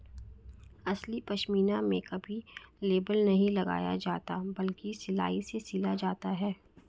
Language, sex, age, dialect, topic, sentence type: Hindi, female, 56-60, Marwari Dhudhari, agriculture, statement